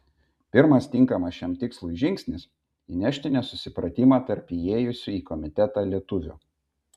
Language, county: Lithuanian, Vilnius